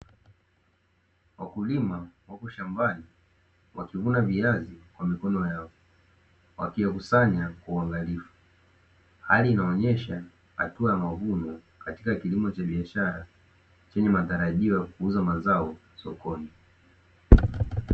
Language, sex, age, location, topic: Swahili, male, 18-24, Dar es Salaam, agriculture